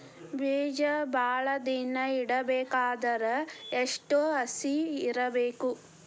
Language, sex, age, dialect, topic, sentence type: Kannada, female, 18-24, Dharwad Kannada, agriculture, question